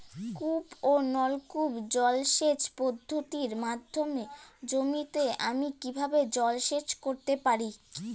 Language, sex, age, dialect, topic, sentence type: Bengali, female, 18-24, Rajbangshi, agriculture, question